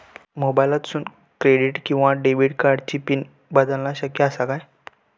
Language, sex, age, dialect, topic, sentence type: Marathi, male, 18-24, Southern Konkan, banking, question